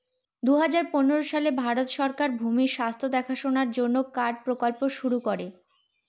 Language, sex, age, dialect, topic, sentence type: Bengali, female, 18-24, Northern/Varendri, agriculture, statement